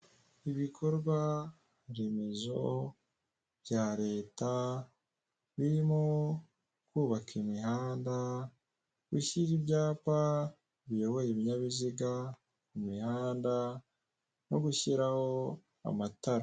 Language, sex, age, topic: Kinyarwanda, male, 18-24, government